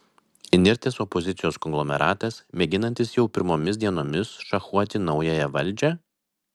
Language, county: Lithuanian, Vilnius